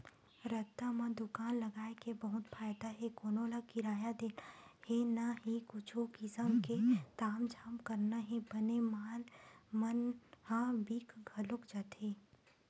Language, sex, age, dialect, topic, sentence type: Chhattisgarhi, female, 18-24, Western/Budati/Khatahi, agriculture, statement